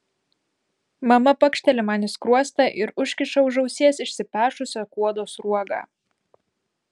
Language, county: Lithuanian, Kaunas